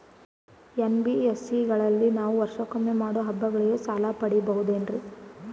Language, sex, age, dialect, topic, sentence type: Kannada, female, 18-24, Northeastern, banking, question